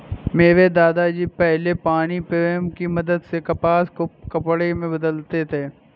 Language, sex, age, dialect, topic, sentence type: Hindi, male, 18-24, Awadhi Bundeli, agriculture, statement